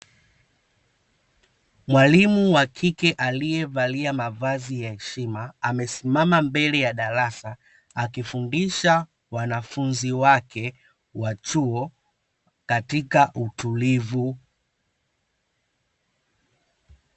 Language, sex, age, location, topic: Swahili, male, 25-35, Dar es Salaam, education